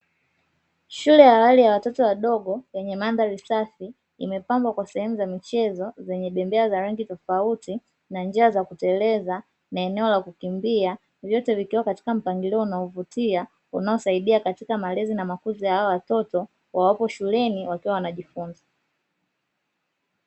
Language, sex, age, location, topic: Swahili, female, 18-24, Dar es Salaam, education